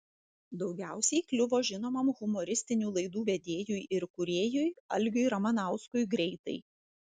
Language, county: Lithuanian, Vilnius